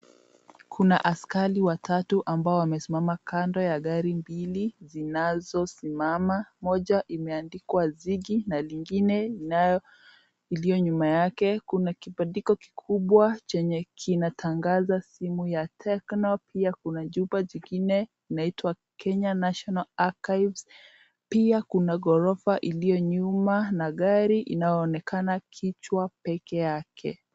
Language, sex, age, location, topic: Swahili, female, 18-24, Nairobi, government